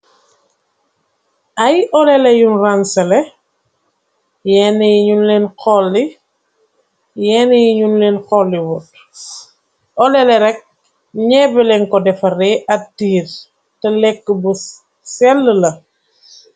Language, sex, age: Wolof, female, 25-35